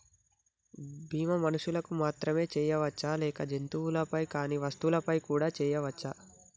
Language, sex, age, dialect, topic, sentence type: Telugu, male, 18-24, Telangana, banking, question